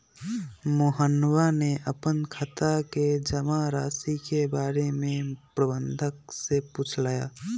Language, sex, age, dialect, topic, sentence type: Magahi, male, 18-24, Western, banking, statement